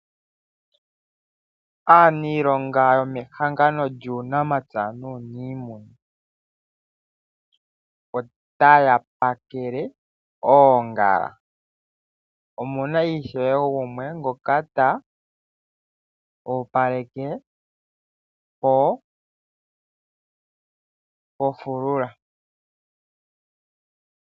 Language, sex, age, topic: Oshiwambo, male, 25-35, agriculture